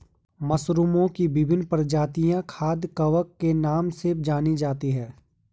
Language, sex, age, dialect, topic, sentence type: Hindi, male, 18-24, Garhwali, agriculture, statement